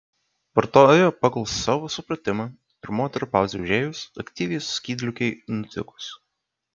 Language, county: Lithuanian, Kaunas